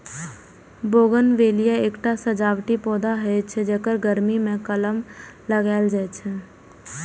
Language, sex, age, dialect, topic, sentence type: Maithili, female, 18-24, Eastern / Thethi, agriculture, statement